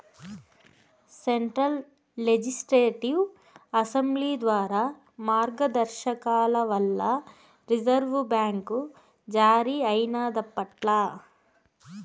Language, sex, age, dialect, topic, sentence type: Telugu, female, 25-30, Southern, banking, statement